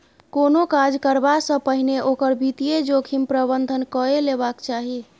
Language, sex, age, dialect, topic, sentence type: Maithili, female, 31-35, Bajjika, banking, statement